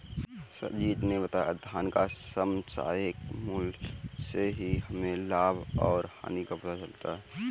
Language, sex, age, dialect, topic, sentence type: Hindi, male, 18-24, Kanauji Braj Bhasha, banking, statement